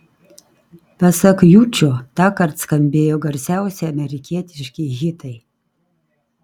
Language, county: Lithuanian, Kaunas